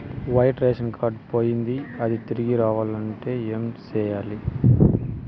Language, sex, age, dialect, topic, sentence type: Telugu, male, 36-40, Southern, banking, question